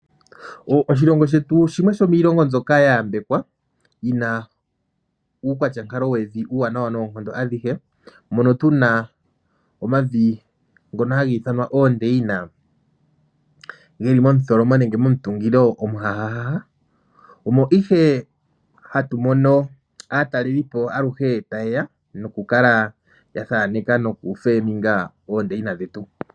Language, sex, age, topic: Oshiwambo, male, 25-35, agriculture